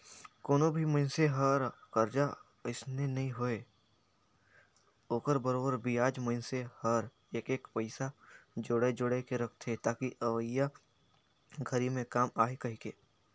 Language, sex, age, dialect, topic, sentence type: Chhattisgarhi, male, 56-60, Northern/Bhandar, banking, statement